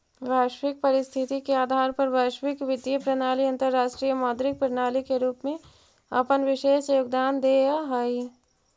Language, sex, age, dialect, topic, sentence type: Magahi, female, 36-40, Central/Standard, banking, statement